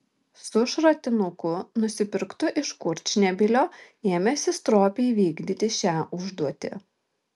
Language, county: Lithuanian, Vilnius